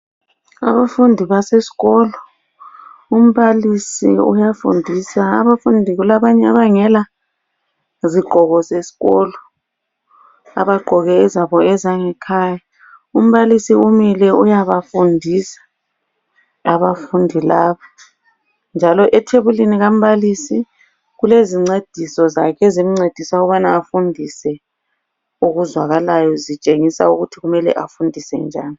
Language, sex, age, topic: North Ndebele, female, 36-49, education